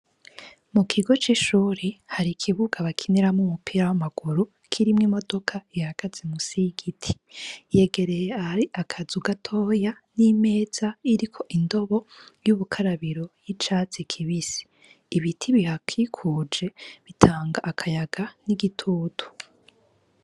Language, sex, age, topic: Rundi, female, 18-24, education